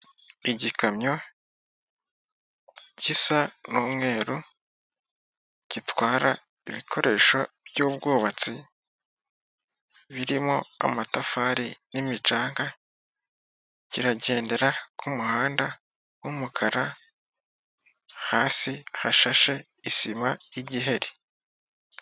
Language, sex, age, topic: Kinyarwanda, male, 18-24, government